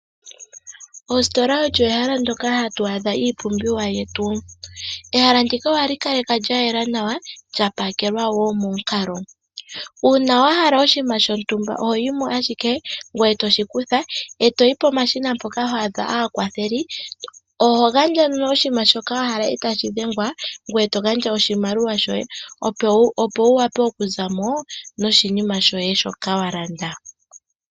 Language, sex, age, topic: Oshiwambo, female, 18-24, finance